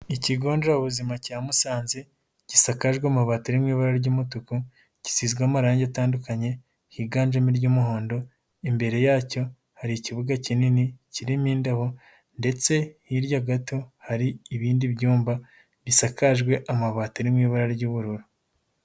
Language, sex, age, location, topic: Kinyarwanda, male, 18-24, Nyagatare, education